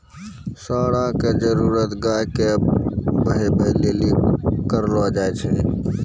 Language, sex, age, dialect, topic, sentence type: Maithili, male, 18-24, Angika, agriculture, statement